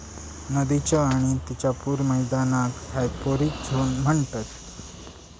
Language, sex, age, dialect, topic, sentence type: Marathi, male, 46-50, Southern Konkan, agriculture, statement